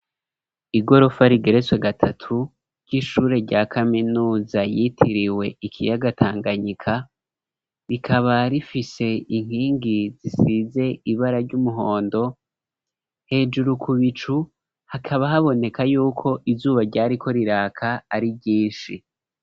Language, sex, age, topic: Rundi, male, 25-35, education